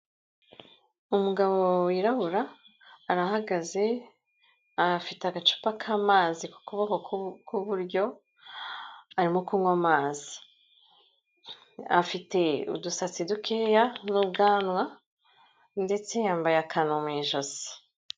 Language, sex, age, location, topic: Kinyarwanda, female, 36-49, Kigali, health